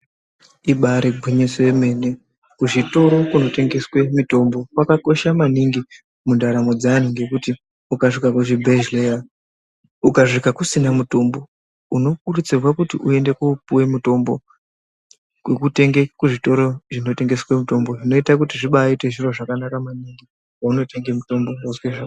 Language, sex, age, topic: Ndau, male, 25-35, health